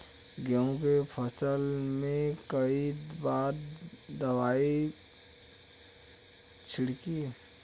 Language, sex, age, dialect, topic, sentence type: Bhojpuri, male, 25-30, Western, agriculture, question